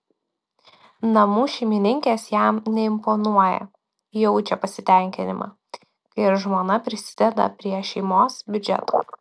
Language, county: Lithuanian, Klaipėda